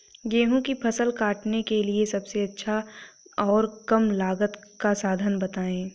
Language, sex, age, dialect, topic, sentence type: Hindi, female, 18-24, Awadhi Bundeli, agriculture, question